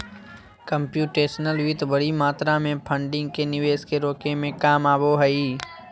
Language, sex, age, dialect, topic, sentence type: Magahi, male, 18-24, Southern, banking, statement